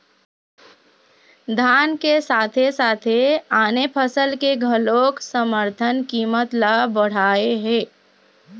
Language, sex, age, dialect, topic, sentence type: Chhattisgarhi, female, 25-30, Eastern, agriculture, statement